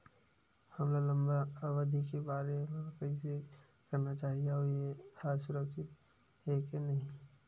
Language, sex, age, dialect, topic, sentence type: Chhattisgarhi, male, 25-30, Western/Budati/Khatahi, banking, question